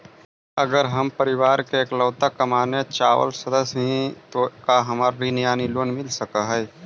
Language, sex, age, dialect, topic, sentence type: Magahi, male, 18-24, Central/Standard, banking, question